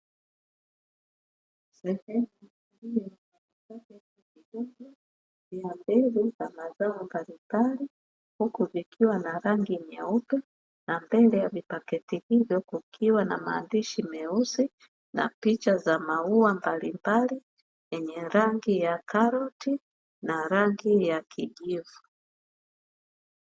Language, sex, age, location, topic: Swahili, female, 50+, Dar es Salaam, agriculture